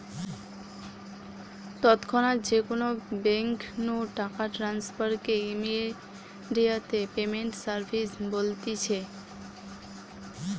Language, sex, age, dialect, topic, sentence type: Bengali, female, 18-24, Western, banking, statement